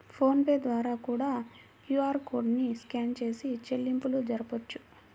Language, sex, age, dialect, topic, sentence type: Telugu, female, 56-60, Central/Coastal, banking, statement